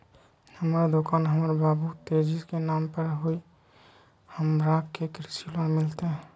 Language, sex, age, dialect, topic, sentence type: Magahi, male, 36-40, Southern, banking, question